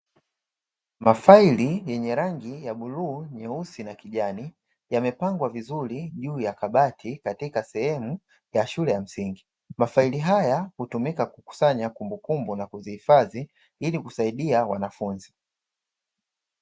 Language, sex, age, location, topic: Swahili, male, 25-35, Dar es Salaam, education